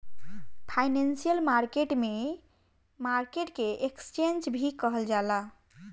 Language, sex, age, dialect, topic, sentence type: Bhojpuri, female, 18-24, Southern / Standard, banking, statement